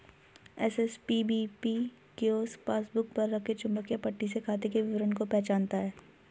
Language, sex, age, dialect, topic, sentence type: Hindi, male, 31-35, Hindustani Malvi Khadi Boli, banking, statement